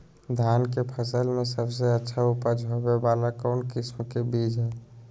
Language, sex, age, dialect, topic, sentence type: Magahi, male, 25-30, Southern, agriculture, question